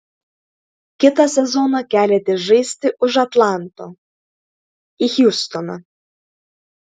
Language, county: Lithuanian, Klaipėda